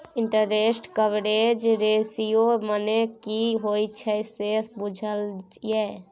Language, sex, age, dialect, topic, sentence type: Maithili, female, 18-24, Bajjika, banking, statement